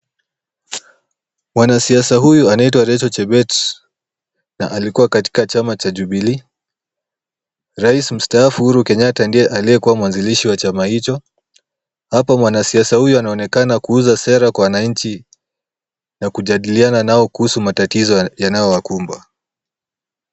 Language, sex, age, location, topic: Swahili, male, 18-24, Kisumu, government